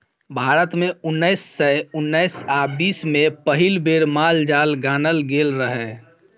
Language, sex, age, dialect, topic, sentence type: Maithili, female, 18-24, Bajjika, agriculture, statement